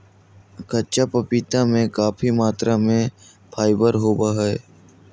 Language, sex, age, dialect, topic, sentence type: Magahi, male, 31-35, Southern, agriculture, statement